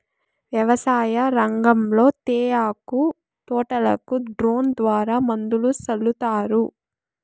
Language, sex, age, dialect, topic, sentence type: Telugu, female, 25-30, Southern, agriculture, statement